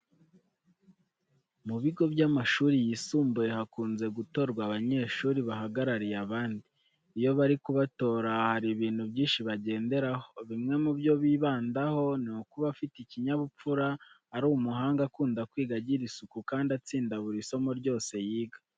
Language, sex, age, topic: Kinyarwanda, male, 18-24, education